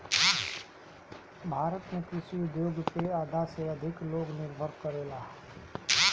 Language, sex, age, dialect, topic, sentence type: Bhojpuri, male, 36-40, Northern, agriculture, statement